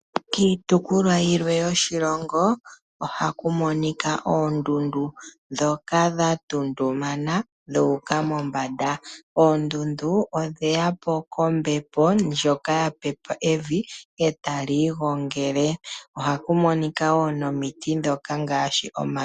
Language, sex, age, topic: Oshiwambo, male, 18-24, agriculture